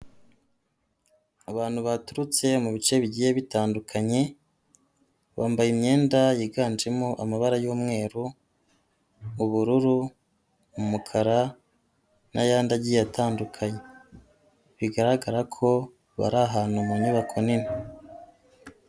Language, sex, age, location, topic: Kinyarwanda, female, 25-35, Huye, health